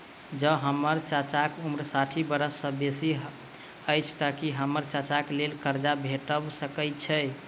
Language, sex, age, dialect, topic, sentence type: Maithili, male, 25-30, Southern/Standard, banking, statement